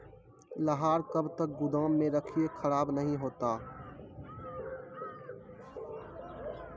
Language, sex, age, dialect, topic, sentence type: Maithili, male, 18-24, Angika, agriculture, question